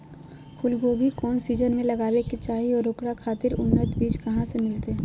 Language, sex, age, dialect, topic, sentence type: Magahi, female, 31-35, Southern, agriculture, question